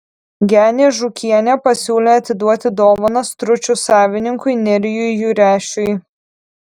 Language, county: Lithuanian, Kaunas